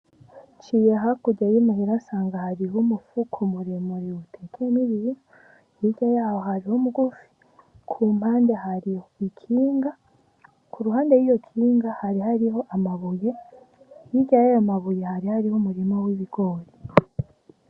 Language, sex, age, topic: Rundi, female, 18-24, agriculture